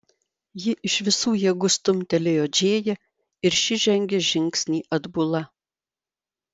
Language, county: Lithuanian, Vilnius